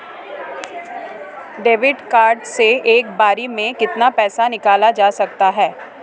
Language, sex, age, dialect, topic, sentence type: Hindi, female, 31-35, Marwari Dhudhari, banking, question